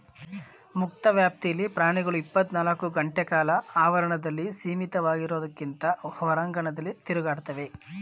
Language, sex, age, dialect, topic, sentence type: Kannada, male, 36-40, Mysore Kannada, agriculture, statement